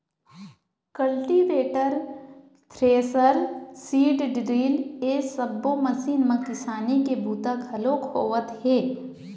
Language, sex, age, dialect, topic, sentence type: Chhattisgarhi, female, 18-24, Western/Budati/Khatahi, agriculture, statement